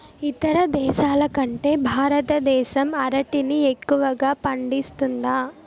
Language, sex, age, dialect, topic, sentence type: Telugu, female, 18-24, Southern, agriculture, statement